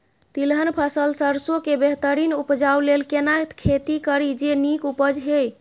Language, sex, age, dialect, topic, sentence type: Maithili, female, 25-30, Eastern / Thethi, agriculture, question